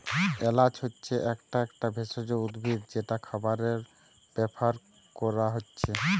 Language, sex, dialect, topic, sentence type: Bengali, male, Western, agriculture, statement